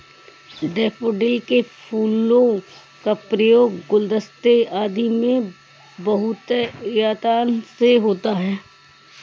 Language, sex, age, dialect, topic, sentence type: Hindi, female, 31-35, Awadhi Bundeli, agriculture, statement